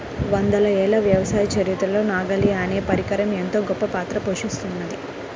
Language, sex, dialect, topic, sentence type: Telugu, female, Central/Coastal, agriculture, statement